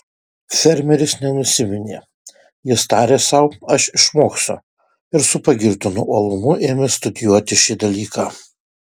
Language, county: Lithuanian, Kaunas